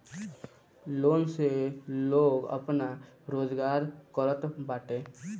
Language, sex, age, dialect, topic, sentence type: Bhojpuri, male, <18, Northern, banking, statement